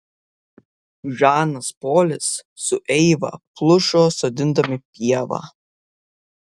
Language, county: Lithuanian, Vilnius